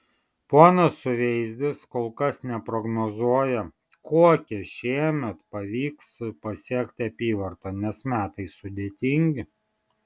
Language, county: Lithuanian, Vilnius